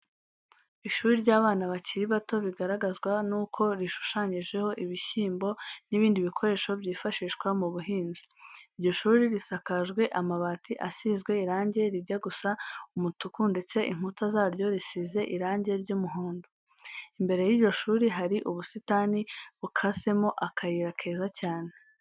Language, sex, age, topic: Kinyarwanda, female, 18-24, education